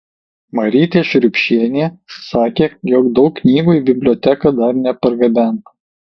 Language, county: Lithuanian, Kaunas